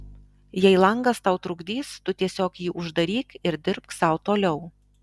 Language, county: Lithuanian, Alytus